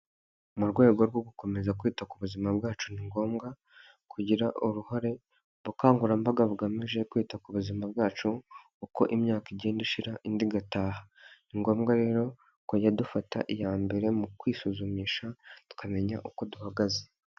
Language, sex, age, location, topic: Kinyarwanda, male, 25-35, Huye, health